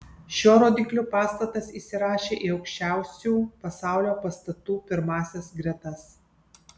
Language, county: Lithuanian, Kaunas